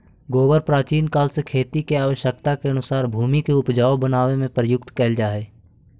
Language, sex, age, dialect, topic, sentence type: Magahi, male, 18-24, Central/Standard, banking, statement